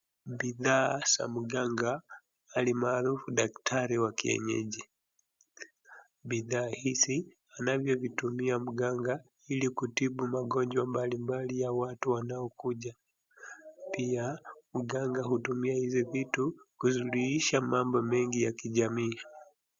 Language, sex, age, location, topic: Swahili, male, 25-35, Wajir, health